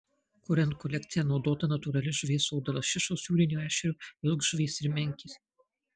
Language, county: Lithuanian, Marijampolė